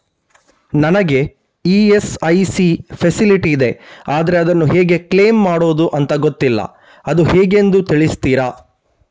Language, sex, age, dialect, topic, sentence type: Kannada, male, 31-35, Coastal/Dakshin, banking, question